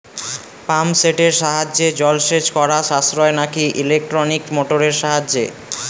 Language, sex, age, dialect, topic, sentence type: Bengali, male, 18-24, Rajbangshi, agriculture, question